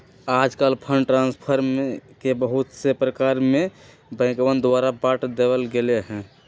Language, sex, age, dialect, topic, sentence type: Magahi, male, 18-24, Western, banking, statement